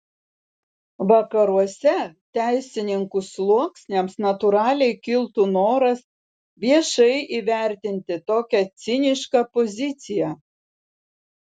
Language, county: Lithuanian, Vilnius